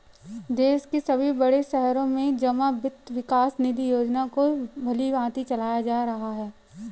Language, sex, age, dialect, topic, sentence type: Hindi, female, 18-24, Marwari Dhudhari, banking, statement